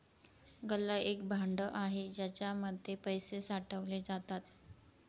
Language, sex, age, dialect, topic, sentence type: Marathi, female, 18-24, Northern Konkan, banking, statement